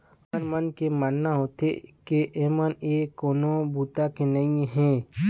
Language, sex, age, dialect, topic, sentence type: Chhattisgarhi, male, 60-100, Eastern, agriculture, statement